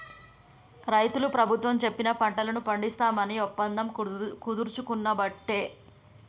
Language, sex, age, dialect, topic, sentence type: Telugu, female, 18-24, Telangana, agriculture, statement